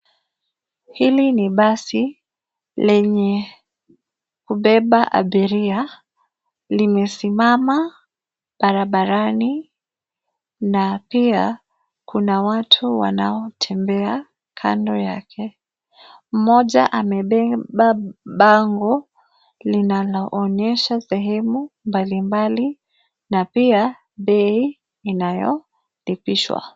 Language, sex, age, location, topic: Swahili, female, 25-35, Nairobi, government